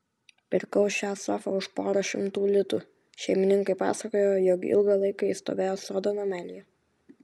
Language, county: Lithuanian, Vilnius